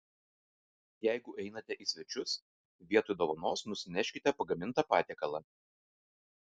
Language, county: Lithuanian, Vilnius